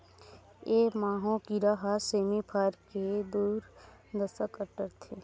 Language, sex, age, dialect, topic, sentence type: Chhattisgarhi, female, 18-24, Western/Budati/Khatahi, agriculture, statement